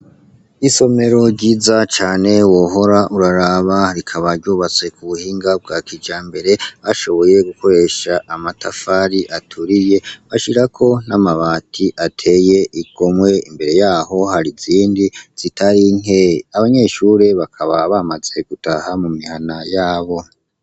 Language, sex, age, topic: Rundi, male, 25-35, education